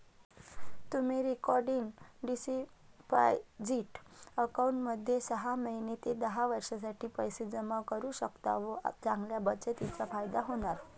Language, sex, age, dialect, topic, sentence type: Marathi, female, 31-35, Varhadi, banking, statement